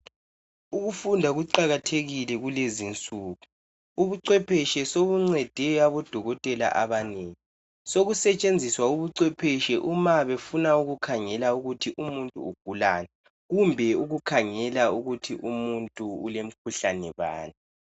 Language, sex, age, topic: North Ndebele, male, 18-24, health